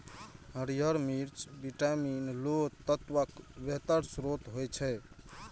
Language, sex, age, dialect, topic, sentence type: Maithili, male, 25-30, Eastern / Thethi, agriculture, statement